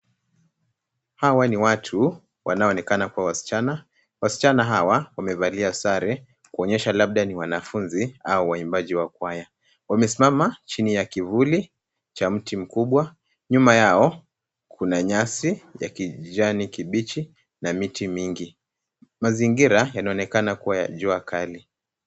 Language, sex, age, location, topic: Swahili, male, 18-24, Nairobi, education